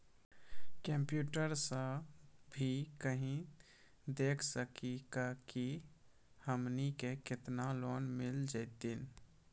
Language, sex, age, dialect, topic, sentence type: Maithili, male, 25-30, Angika, banking, question